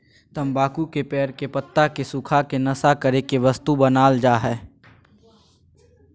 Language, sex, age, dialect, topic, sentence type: Magahi, male, 31-35, Southern, agriculture, statement